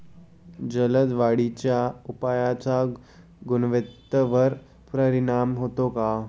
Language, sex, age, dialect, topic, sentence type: Marathi, male, 18-24, Standard Marathi, agriculture, question